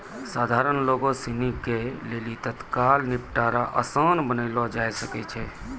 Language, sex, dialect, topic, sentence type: Maithili, male, Angika, banking, statement